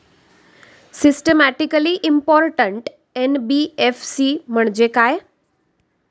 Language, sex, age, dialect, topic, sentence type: Marathi, female, 36-40, Standard Marathi, banking, question